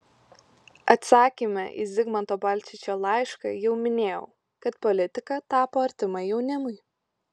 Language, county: Lithuanian, Klaipėda